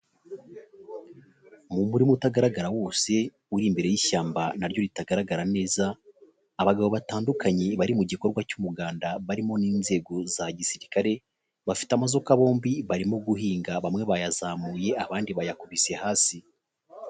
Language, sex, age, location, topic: Kinyarwanda, male, 25-35, Nyagatare, government